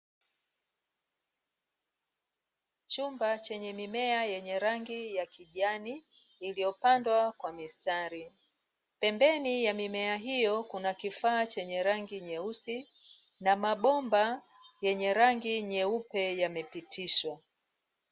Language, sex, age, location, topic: Swahili, female, 36-49, Dar es Salaam, agriculture